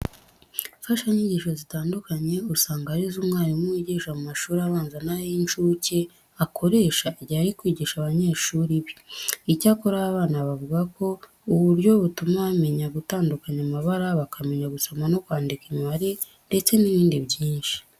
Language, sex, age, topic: Kinyarwanda, female, 18-24, education